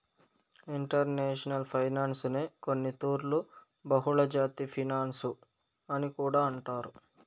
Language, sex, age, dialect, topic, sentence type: Telugu, male, 18-24, Southern, banking, statement